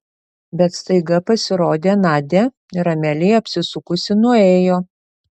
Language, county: Lithuanian, Panevėžys